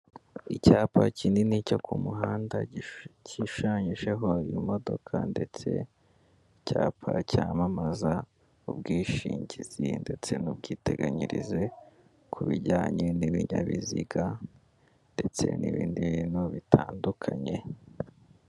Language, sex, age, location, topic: Kinyarwanda, male, 18-24, Kigali, finance